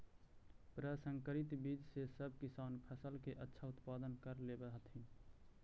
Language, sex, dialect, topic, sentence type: Magahi, male, Central/Standard, agriculture, statement